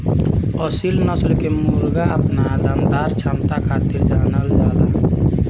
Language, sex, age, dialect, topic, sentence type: Bhojpuri, male, 18-24, Northern, agriculture, statement